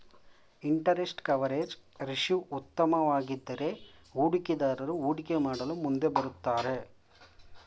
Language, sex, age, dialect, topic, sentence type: Kannada, male, 25-30, Mysore Kannada, banking, statement